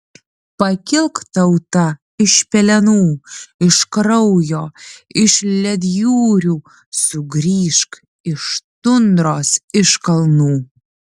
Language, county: Lithuanian, Vilnius